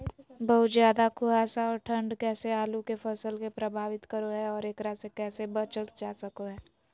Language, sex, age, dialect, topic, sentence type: Magahi, female, 18-24, Southern, agriculture, question